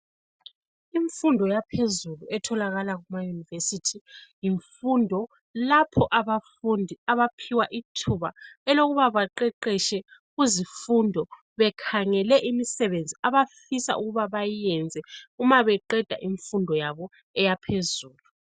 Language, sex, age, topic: North Ndebele, female, 36-49, education